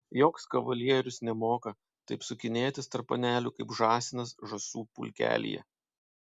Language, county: Lithuanian, Panevėžys